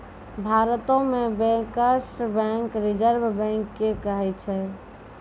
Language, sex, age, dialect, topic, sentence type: Maithili, female, 25-30, Angika, banking, statement